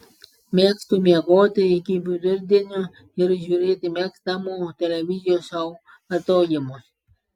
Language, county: Lithuanian, Klaipėda